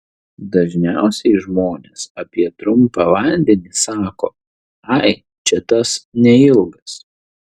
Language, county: Lithuanian, Vilnius